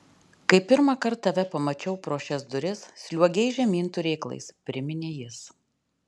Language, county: Lithuanian, Alytus